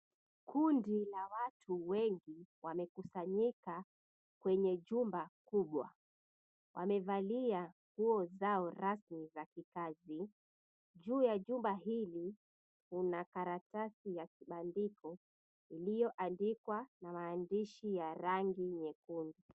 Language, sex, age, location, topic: Swahili, female, 25-35, Mombasa, government